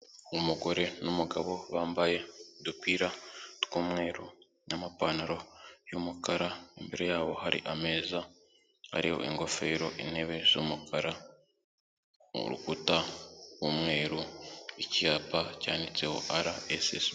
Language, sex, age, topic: Kinyarwanda, male, 18-24, finance